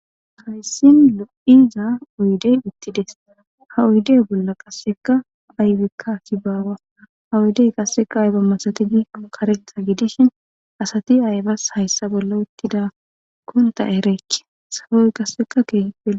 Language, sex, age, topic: Gamo, female, 18-24, government